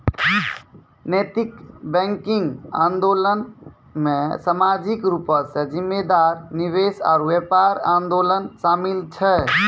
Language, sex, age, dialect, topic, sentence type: Maithili, male, 18-24, Angika, banking, statement